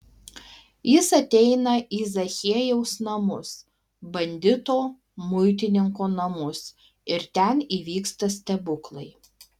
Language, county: Lithuanian, Alytus